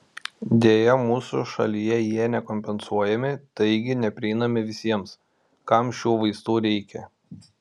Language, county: Lithuanian, Šiauliai